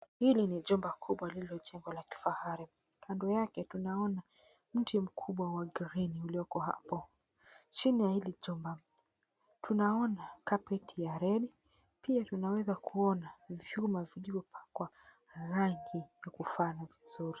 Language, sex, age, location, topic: Swahili, female, 25-35, Mombasa, government